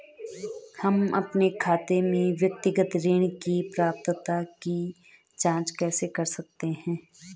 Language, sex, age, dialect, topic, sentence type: Hindi, female, 25-30, Garhwali, banking, question